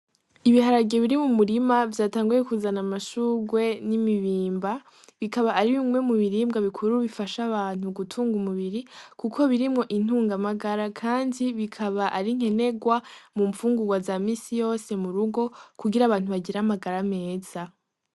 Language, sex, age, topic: Rundi, female, 18-24, agriculture